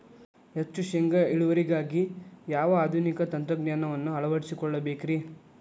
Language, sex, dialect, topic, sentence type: Kannada, male, Dharwad Kannada, agriculture, question